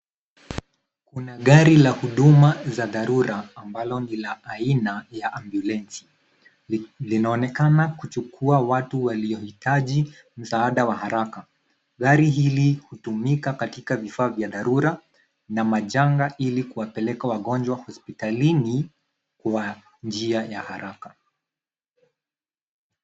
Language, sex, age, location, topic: Swahili, male, 18-24, Nairobi, health